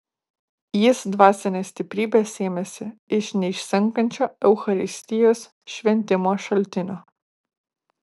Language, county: Lithuanian, Kaunas